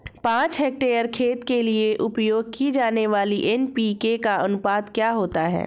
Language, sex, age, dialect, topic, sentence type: Hindi, female, 36-40, Awadhi Bundeli, agriculture, question